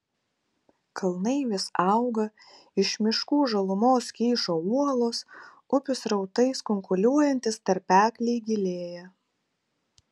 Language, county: Lithuanian, Kaunas